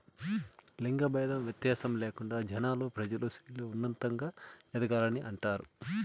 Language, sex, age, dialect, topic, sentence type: Telugu, male, 41-45, Southern, banking, statement